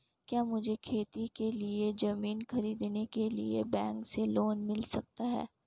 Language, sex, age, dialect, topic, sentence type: Hindi, female, 18-24, Marwari Dhudhari, agriculture, question